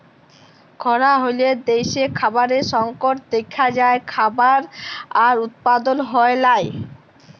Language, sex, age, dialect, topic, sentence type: Bengali, female, 18-24, Jharkhandi, agriculture, statement